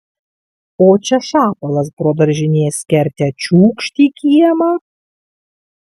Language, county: Lithuanian, Kaunas